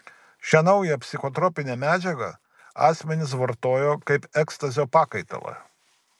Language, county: Lithuanian, Kaunas